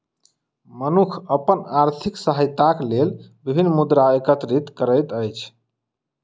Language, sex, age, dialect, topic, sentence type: Maithili, male, 25-30, Southern/Standard, banking, statement